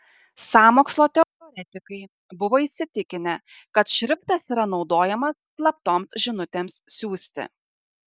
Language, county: Lithuanian, Šiauliai